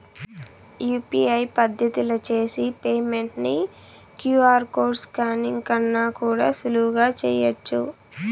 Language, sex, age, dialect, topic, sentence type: Telugu, female, 25-30, Southern, banking, statement